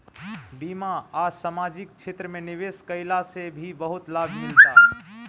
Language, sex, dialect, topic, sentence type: Bhojpuri, male, Northern, banking, statement